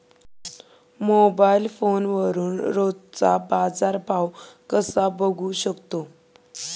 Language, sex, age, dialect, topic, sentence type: Marathi, female, 18-24, Standard Marathi, agriculture, question